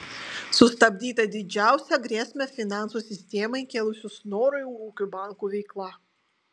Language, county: Lithuanian, Vilnius